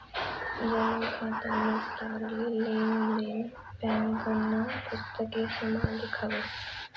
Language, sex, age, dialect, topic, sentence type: Marathi, female, 18-24, Northern Konkan, banking, statement